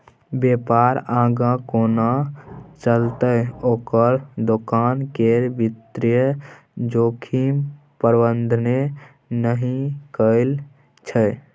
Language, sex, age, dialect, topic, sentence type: Maithili, male, 18-24, Bajjika, banking, statement